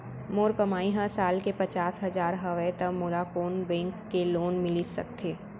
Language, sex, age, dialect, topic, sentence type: Chhattisgarhi, female, 18-24, Central, banking, question